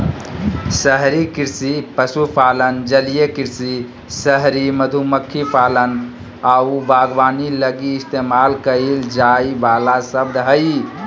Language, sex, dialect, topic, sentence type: Magahi, male, Southern, agriculture, statement